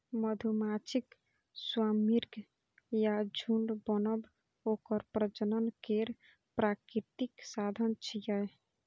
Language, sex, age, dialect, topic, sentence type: Maithili, female, 25-30, Eastern / Thethi, agriculture, statement